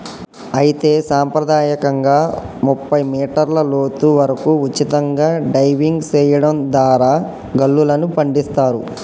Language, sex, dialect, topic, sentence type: Telugu, male, Telangana, agriculture, statement